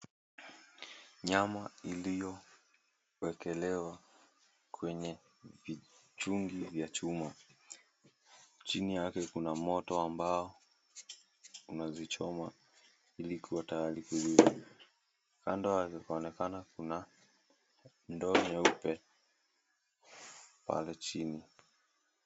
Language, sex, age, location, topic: Swahili, male, 18-24, Mombasa, agriculture